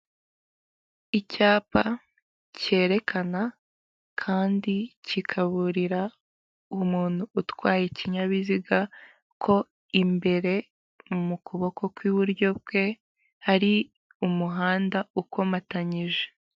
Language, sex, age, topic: Kinyarwanda, female, 18-24, government